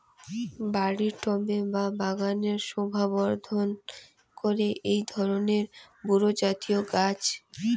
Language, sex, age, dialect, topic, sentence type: Bengali, female, 18-24, Rajbangshi, agriculture, question